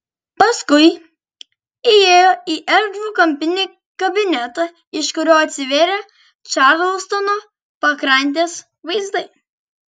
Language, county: Lithuanian, Kaunas